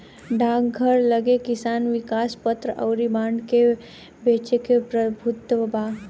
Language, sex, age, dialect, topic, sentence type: Bhojpuri, female, 18-24, Southern / Standard, banking, statement